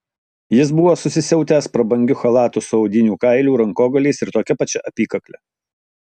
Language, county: Lithuanian, Utena